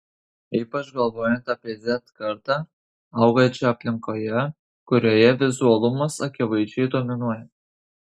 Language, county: Lithuanian, Kaunas